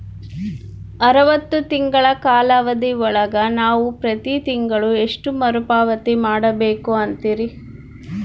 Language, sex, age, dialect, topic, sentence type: Kannada, female, 36-40, Central, banking, question